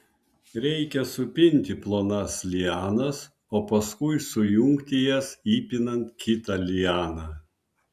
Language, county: Lithuanian, Vilnius